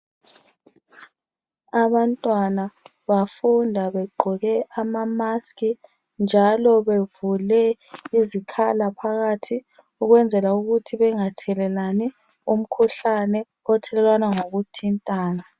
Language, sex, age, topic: North Ndebele, female, 25-35, education